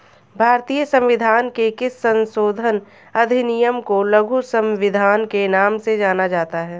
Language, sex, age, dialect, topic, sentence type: Hindi, female, 31-35, Hindustani Malvi Khadi Boli, banking, question